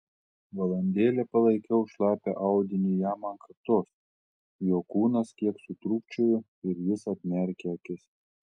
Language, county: Lithuanian, Telšiai